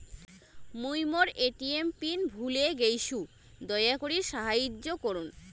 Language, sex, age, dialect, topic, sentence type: Bengali, female, 18-24, Rajbangshi, banking, statement